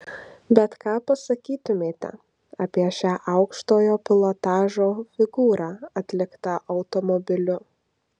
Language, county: Lithuanian, Marijampolė